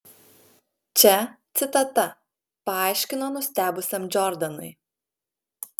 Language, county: Lithuanian, Klaipėda